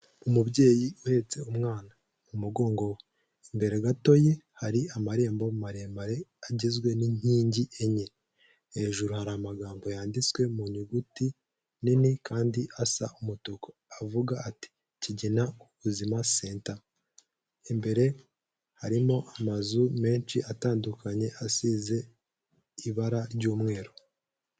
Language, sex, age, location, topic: Kinyarwanda, male, 18-24, Kigali, health